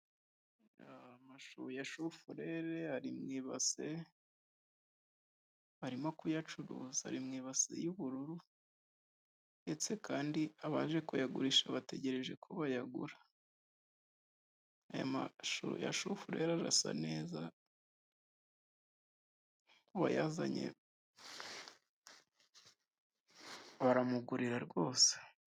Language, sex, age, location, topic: Kinyarwanda, male, 25-35, Musanze, finance